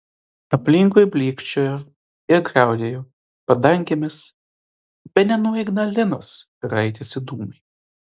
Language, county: Lithuanian, Telšiai